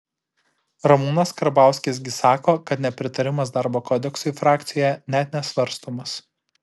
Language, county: Lithuanian, Alytus